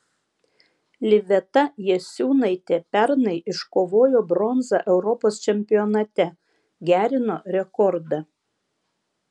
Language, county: Lithuanian, Vilnius